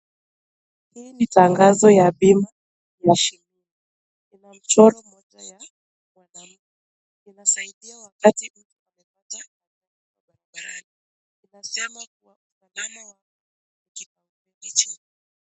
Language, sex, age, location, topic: Swahili, female, 18-24, Nakuru, finance